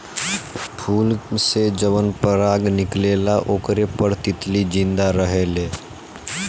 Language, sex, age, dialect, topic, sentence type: Bhojpuri, male, <18, Southern / Standard, agriculture, statement